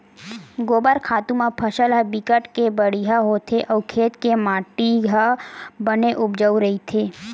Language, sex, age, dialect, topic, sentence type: Chhattisgarhi, female, 18-24, Western/Budati/Khatahi, agriculture, statement